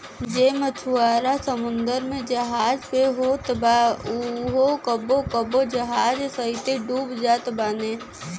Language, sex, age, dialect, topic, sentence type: Bhojpuri, female, 60-100, Western, agriculture, statement